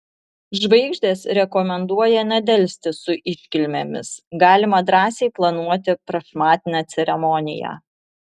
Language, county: Lithuanian, Vilnius